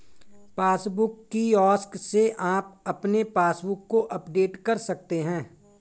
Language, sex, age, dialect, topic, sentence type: Hindi, male, 18-24, Marwari Dhudhari, banking, statement